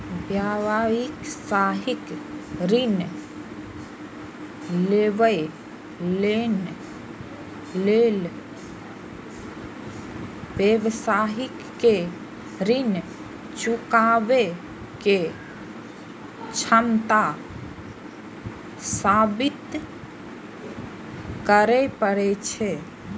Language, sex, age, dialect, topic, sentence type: Maithili, female, 25-30, Eastern / Thethi, banking, statement